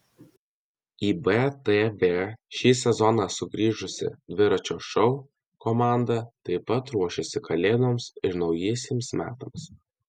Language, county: Lithuanian, Alytus